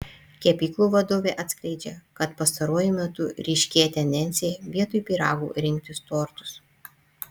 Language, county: Lithuanian, Panevėžys